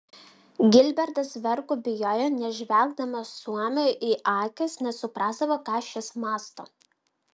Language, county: Lithuanian, Vilnius